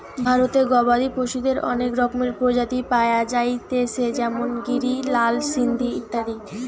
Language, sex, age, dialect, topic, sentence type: Bengali, female, 18-24, Western, agriculture, statement